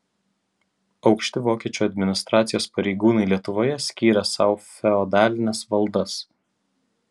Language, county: Lithuanian, Vilnius